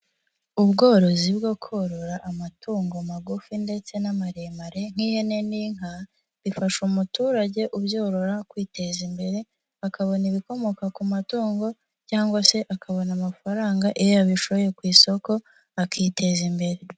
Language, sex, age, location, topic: Kinyarwanda, female, 18-24, Huye, agriculture